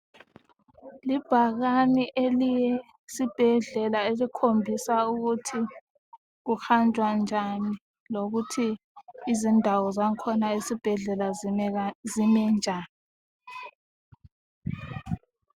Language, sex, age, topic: North Ndebele, female, 25-35, health